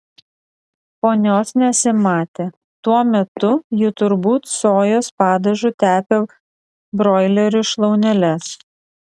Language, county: Lithuanian, Vilnius